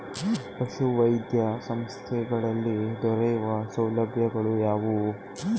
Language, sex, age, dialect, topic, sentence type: Kannada, male, 18-24, Mysore Kannada, agriculture, question